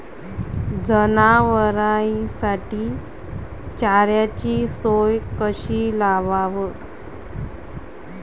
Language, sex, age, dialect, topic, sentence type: Marathi, female, 25-30, Varhadi, agriculture, question